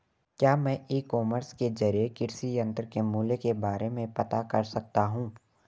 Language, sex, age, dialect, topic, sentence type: Hindi, male, 18-24, Marwari Dhudhari, agriculture, question